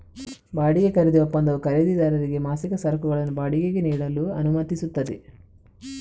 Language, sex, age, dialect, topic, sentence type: Kannada, female, 18-24, Coastal/Dakshin, banking, statement